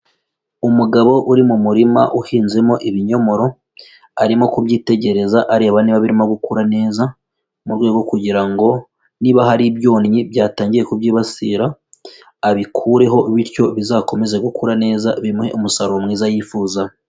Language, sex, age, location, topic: Kinyarwanda, female, 25-35, Kigali, agriculture